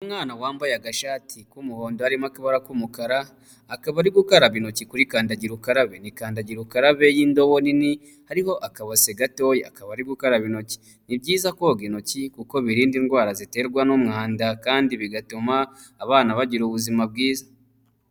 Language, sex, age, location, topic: Kinyarwanda, male, 25-35, Huye, health